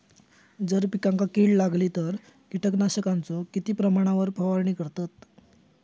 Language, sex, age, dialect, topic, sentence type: Marathi, male, 18-24, Southern Konkan, agriculture, question